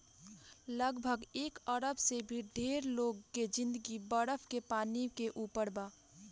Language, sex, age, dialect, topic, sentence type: Bhojpuri, female, 18-24, Southern / Standard, agriculture, statement